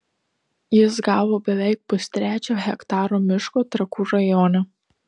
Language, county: Lithuanian, Telšiai